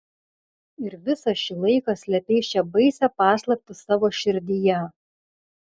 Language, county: Lithuanian, Vilnius